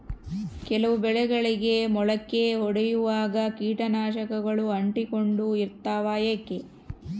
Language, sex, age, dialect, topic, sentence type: Kannada, female, 36-40, Central, agriculture, question